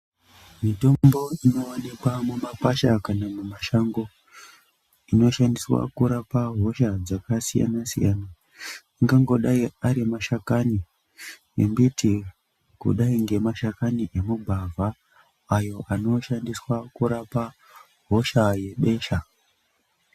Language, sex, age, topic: Ndau, male, 18-24, health